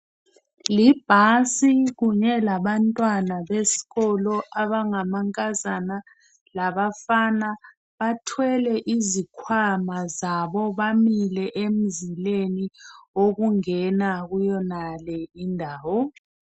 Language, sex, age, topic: North Ndebele, female, 36-49, education